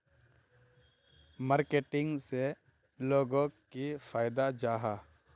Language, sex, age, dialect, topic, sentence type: Magahi, male, 51-55, Northeastern/Surjapuri, agriculture, question